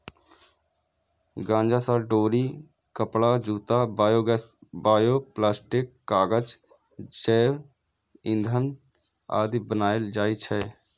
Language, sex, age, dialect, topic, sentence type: Maithili, male, 18-24, Eastern / Thethi, agriculture, statement